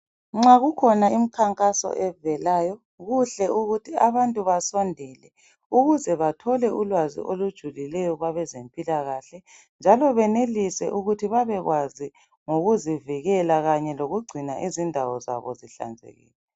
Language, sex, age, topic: North Ndebele, female, 25-35, health